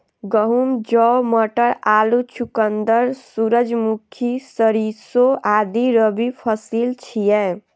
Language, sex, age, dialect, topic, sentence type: Maithili, female, 25-30, Eastern / Thethi, agriculture, statement